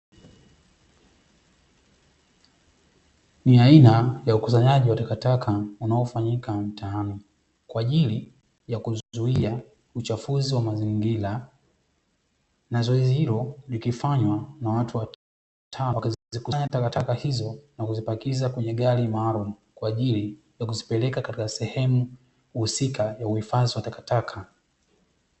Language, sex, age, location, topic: Swahili, male, 18-24, Dar es Salaam, government